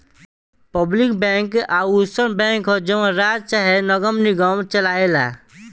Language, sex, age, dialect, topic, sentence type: Bhojpuri, male, 18-24, Southern / Standard, banking, statement